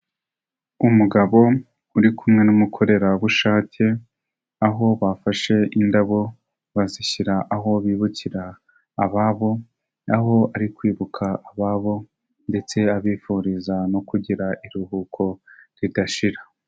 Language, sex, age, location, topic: Kinyarwanda, male, 18-24, Kigali, health